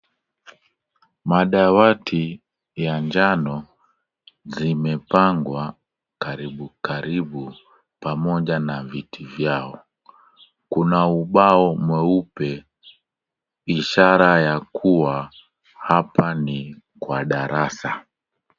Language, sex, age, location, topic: Swahili, male, 36-49, Kisumu, education